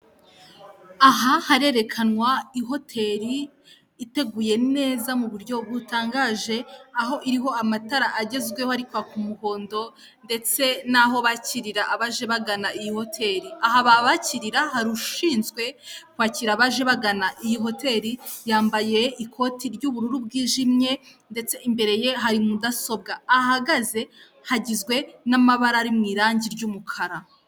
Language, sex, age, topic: Kinyarwanda, female, 18-24, finance